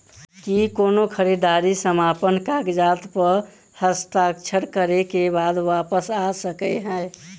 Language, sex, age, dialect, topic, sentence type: Maithili, male, 18-24, Southern/Standard, banking, question